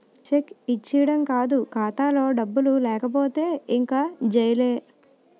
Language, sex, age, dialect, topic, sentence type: Telugu, female, 25-30, Utterandhra, banking, statement